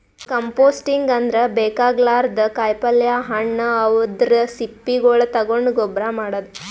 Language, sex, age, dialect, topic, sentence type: Kannada, female, 18-24, Northeastern, agriculture, statement